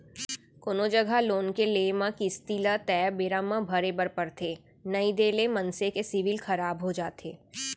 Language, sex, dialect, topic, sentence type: Chhattisgarhi, female, Central, banking, statement